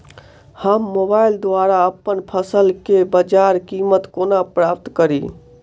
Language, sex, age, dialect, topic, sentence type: Maithili, male, 18-24, Southern/Standard, agriculture, question